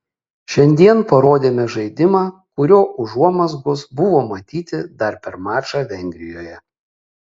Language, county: Lithuanian, Kaunas